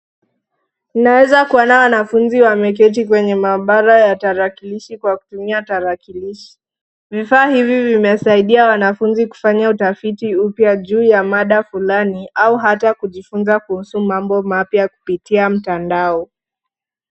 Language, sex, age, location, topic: Swahili, female, 36-49, Nairobi, education